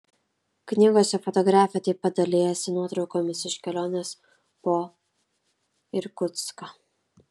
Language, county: Lithuanian, Kaunas